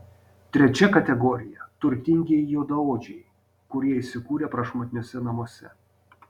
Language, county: Lithuanian, Panevėžys